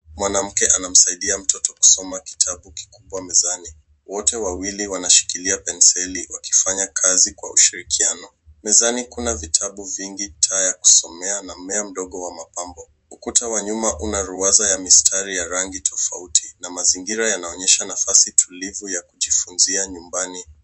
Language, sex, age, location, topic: Swahili, male, 18-24, Nairobi, education